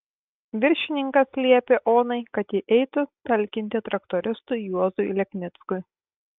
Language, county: Lithuanian, Kaunas